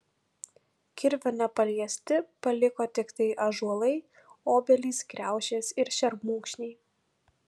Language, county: Lithuanian, Panevėžys